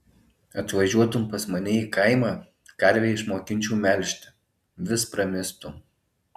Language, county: Lithuanian, Alytus